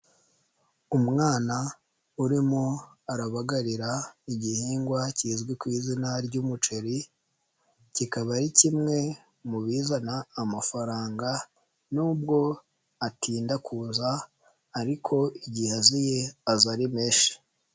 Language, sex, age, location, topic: Kinyarwanda, male, 25-35, Nyagatare, agriculture